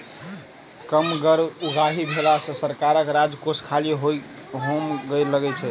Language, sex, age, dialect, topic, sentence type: Maithili, male, 31-35, Southern/Standard, banking, statement